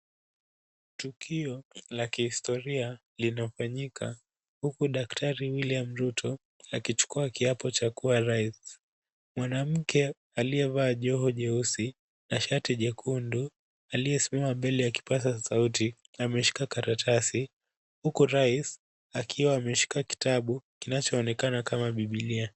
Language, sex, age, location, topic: Swahili, male, 18-24, Kisumu, government